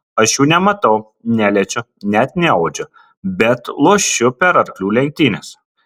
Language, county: Lithuanian, Kaunas